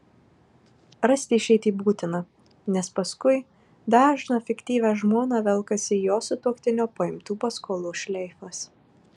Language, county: Lithuanian, Marijampolė